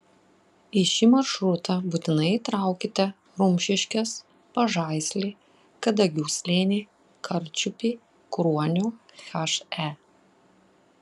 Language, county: Lithuanian, Klaipėda